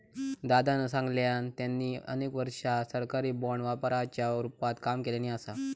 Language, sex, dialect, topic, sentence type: Marathi, male, Southern Konkan, banking, statement